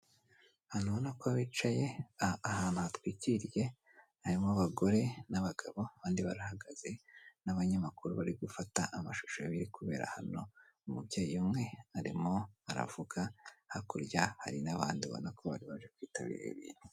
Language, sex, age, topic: Kinyarwanda, female, 25-35, government